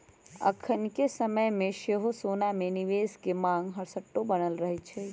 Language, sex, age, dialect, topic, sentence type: Magahi, female, 31-35, Western, banking, statement